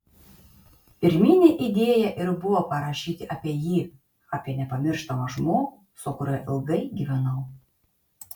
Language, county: Lithuanian, Kaunas